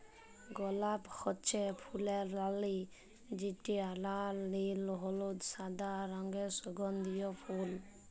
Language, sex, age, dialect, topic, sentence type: Bengali, female, 18-24, Jharkhandi, agriculture, statement